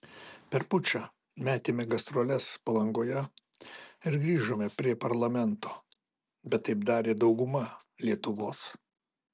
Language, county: Lithuanian, Alytus